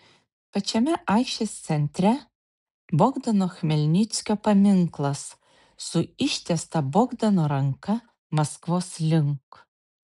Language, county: Lithuanian, Šiauliai